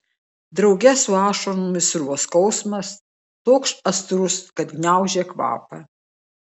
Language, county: Lithuanian, Klaipėda